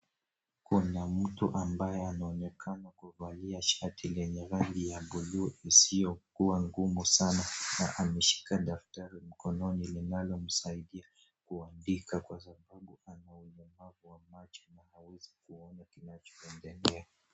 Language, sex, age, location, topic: Swahili, male, 18-24, Nairobi, education